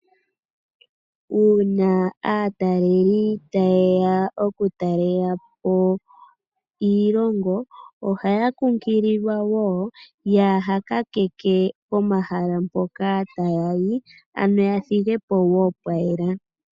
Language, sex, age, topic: Oshiwambo, female, 36-49, agriculture